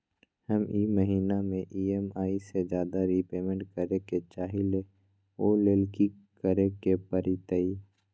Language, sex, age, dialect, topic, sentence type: Magahi, male, 18-24, Western, banking, question